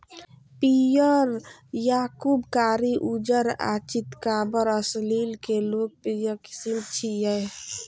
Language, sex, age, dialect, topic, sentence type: Maithili, female, 25-30, Eastern / Thethi, agriculture, statement